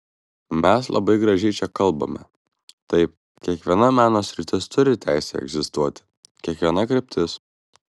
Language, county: Lithuanian, Vilnius